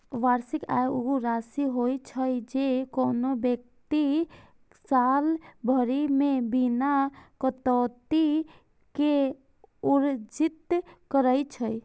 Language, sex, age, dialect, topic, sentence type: Maithili, female, 18-24, Eastern / Thethi, banking, statement